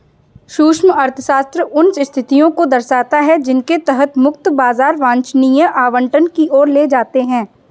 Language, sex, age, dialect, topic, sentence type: Hindi, female, 18-24, Kanauji Braj Bhasha, banking, statement